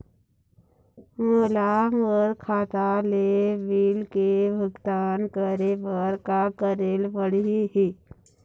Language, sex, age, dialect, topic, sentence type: Chhattisgarhi, female, 51-55, Eastern, banking, question